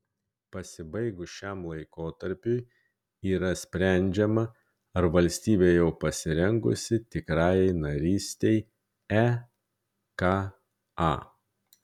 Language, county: Lithuanian, Kaunas